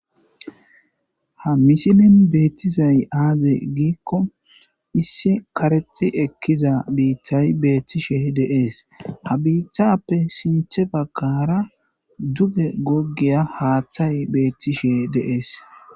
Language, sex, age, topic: Gamo, male, 25-35, agriculture